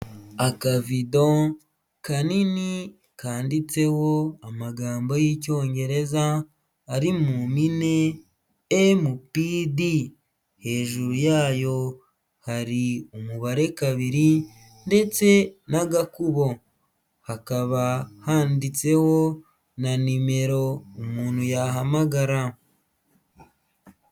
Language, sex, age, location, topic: Kinyarwanda, male, 25-35, Huye, health